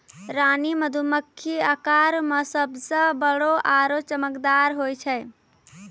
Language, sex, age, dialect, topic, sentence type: Maithili, female, 18-24, Angika, agriculture, statement